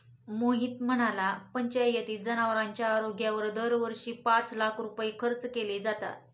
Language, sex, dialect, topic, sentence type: Marathi, female, Standard Marathi, agriculture, statement